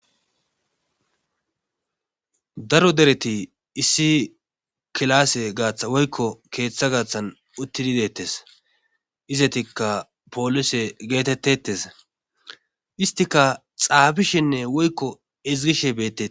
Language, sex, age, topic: Gamo, male, 25-35, government